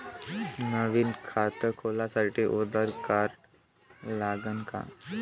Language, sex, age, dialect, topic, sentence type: Marathi, male, <18, Varhadi, banking, question